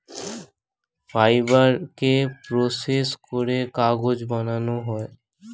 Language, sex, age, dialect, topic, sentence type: Bengali, male, <18, Standard Colloquial, agriculture, statement